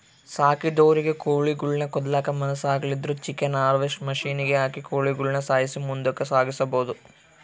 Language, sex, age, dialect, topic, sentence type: Kannada, male, 41-45, Central, agriculture, statement